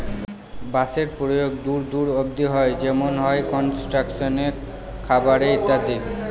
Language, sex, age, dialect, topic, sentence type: Bengali, male, 18-24, Northern/Varendri, agriculture, statement